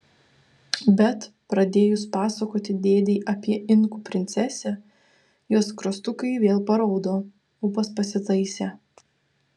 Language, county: Lithuanian, Vilnius